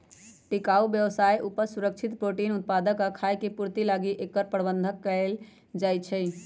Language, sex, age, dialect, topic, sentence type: Magahi, female, 56-60, Western, agriculture, statement